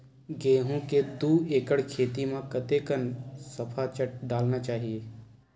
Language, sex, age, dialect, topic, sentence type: Chhattisgarhi, male, 18-24, Western/Budati/Khatahi, agriculture, question